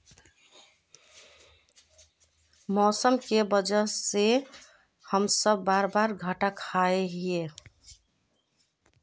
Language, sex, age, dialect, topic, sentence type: Magahi, female, 36-40, Northeastern/Surjapuri, agriculture, question